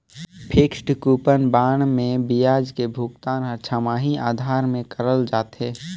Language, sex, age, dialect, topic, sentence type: Chhattisgarhi, male, 18-24, Northern/Bhandar, banking, statement